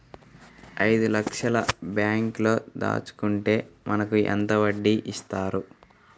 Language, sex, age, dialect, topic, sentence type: Telugu, male, 36-40, Central/Coastal, banking, question